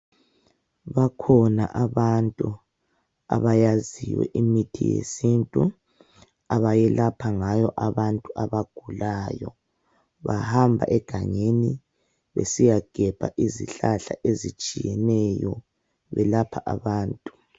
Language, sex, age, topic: North Ndebele, female, 36-49, health